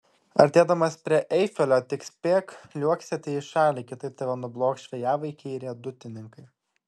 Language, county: Lithuanian, Šiauliai